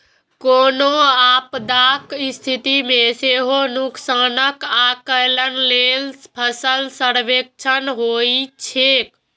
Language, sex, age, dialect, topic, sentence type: Maithili, female, 18-24, Eastern / Thethi, agriculture, statement